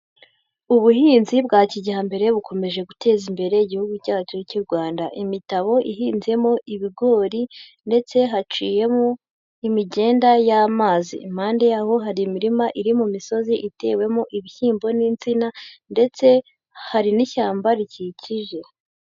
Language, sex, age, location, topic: Kinyarwanda, female, 18-24, Huye, agriculture